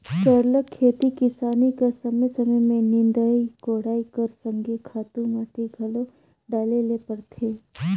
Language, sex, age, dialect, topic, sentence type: Chhattisgarhi, female, 25-30, Northern/Bhandar, agriculture, statement